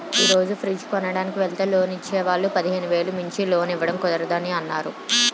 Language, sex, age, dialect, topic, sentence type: Telugu, female, 25-30, Utterandhra, banking, statement